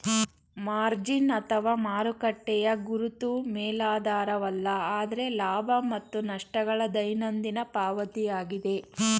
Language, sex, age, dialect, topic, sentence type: Kannada, female, 31-35, Mysore Kannada, banking, statement